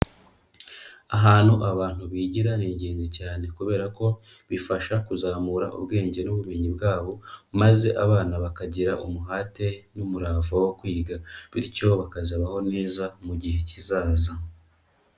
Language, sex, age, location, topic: Kinyarwanda, male, 25-35, Huye, education